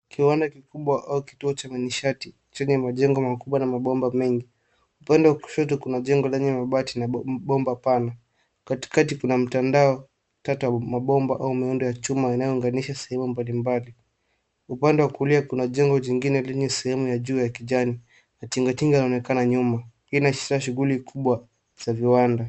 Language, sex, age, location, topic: Swahili, male, 18-24, Nairobi, government